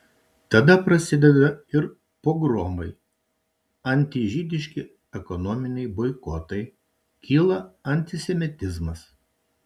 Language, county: Lithuanian, Šiauliai